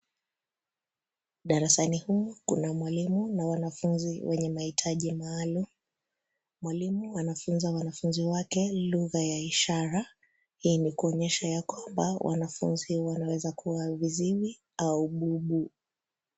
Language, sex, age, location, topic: Swahili, female, 25-35, Nairobi, education